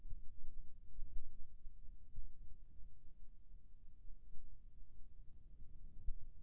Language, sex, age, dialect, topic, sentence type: Chhattisgarhi, male, 56-60, Eastern, banking, question